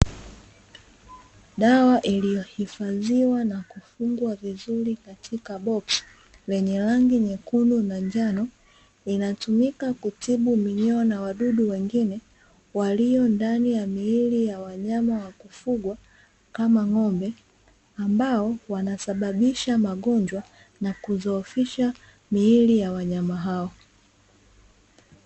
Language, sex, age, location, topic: Swahili, female, 25-35, Dar es Salaam, agriculture